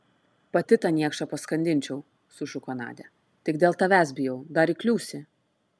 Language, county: Lithuanian, Klaipėda